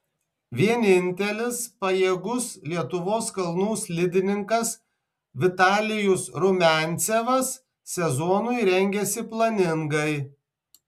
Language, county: Lithuanian, Tauragė